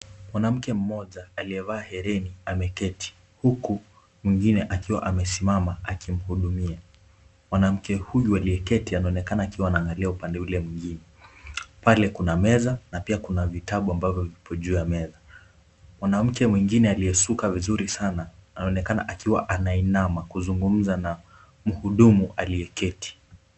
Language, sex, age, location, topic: Swahili, male, 18-24, Kisumu, health